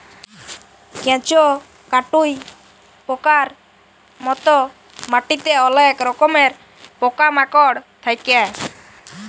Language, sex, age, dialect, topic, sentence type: Bengali, male, <18, Jharkhandi, agriculture, statement